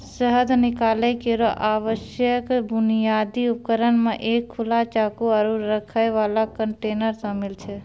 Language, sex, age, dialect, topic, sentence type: Maithili, female, 31-35, Angika, agriculture, statement